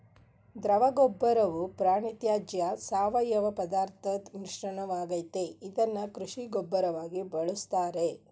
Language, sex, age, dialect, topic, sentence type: Kannada, female, 41-45, Mysore Kannada, agriculture, statement